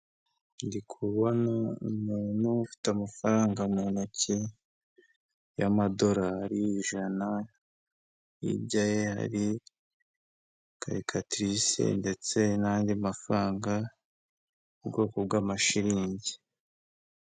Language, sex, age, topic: Kinyarwanda, male, 25-35, finance